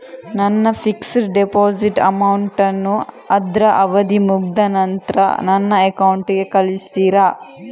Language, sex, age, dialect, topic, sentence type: Kannada, female, 60-100, Coastal/Dakshin, banking, question